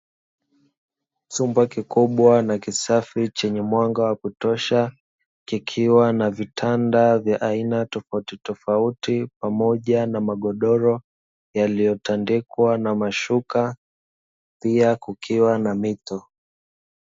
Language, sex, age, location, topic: Swahili, male, 25-35, Dar es Salaam, finance